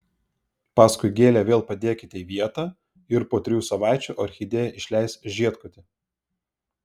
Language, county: Lithuanian, Vilnius